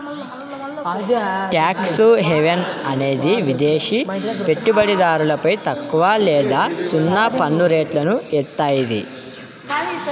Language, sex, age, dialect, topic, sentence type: Telugu, male, 18-24, Central/Coastal, banking, statement